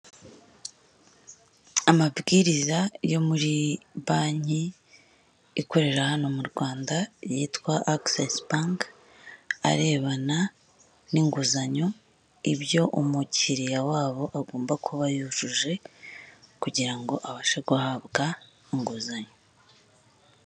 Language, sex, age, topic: Kinyarwanda, male, 36-49, finance